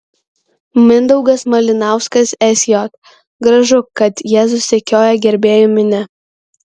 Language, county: Lithuanian, Kaunas